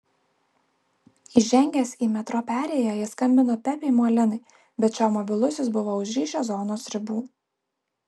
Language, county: Lithuanian, Alytus